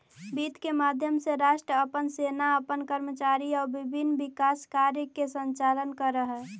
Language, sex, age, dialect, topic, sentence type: Magahi, female, 18-24, Central/Standard, banking, statement